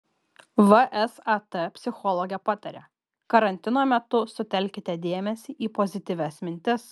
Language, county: Lithuanian, Kaunas